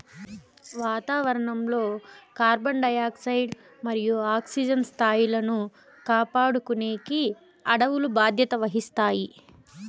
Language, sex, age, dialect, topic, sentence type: Telugu, female, 25-30, Southern, agriculture, statement